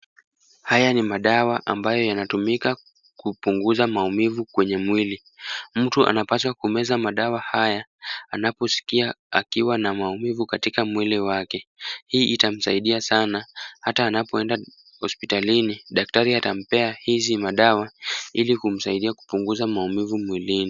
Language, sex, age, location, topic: Swahili, male, 18-24, Kisumu, health